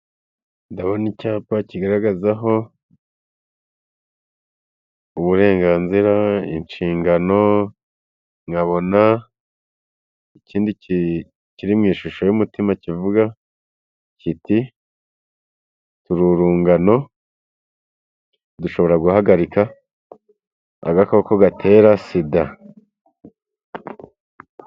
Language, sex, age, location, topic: Kinyarwanda, male, 25-35, Kigali, health